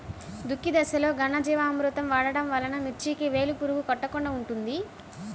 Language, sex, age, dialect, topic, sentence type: Telugu, female, 18-24, Central/Coastal, agriculture, question